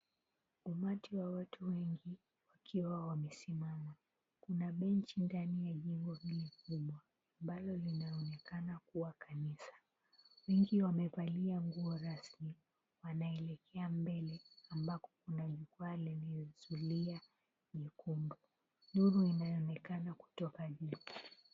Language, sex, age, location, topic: Swahili, female, 18-24, Mombasa, government